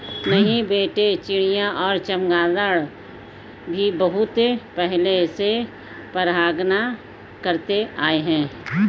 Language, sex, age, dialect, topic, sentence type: Hindi, female, 18-24, Hindustani Malvi Khadi Boli, agriculture, statement